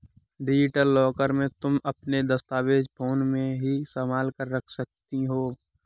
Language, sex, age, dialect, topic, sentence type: Hindi, male, 18-24, Kanauji Braj Bhasha, banking, statement